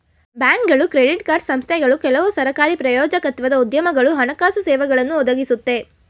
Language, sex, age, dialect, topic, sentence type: Kannada, female, 18-24, Mysore Kannada, banking, statement